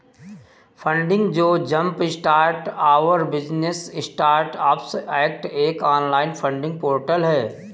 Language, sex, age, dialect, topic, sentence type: Hindi, male, 18-24, Awadhi Bundeli, banking, statement